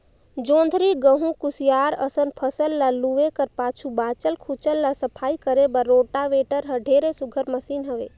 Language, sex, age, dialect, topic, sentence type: Chhattisgarhi, female, 18-24, Northern/Bhandar, agriculture, statement